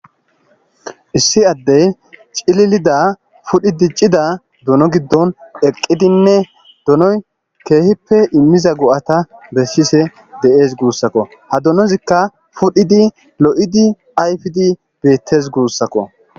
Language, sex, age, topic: Gamo, male, 25-35, agriculture